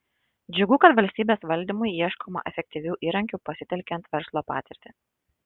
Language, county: Lithuanian, Šiauliai